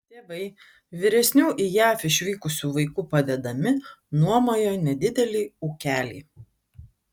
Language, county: Lithuanian, Utena